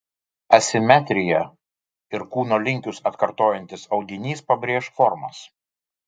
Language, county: Lithuanian, Vilnius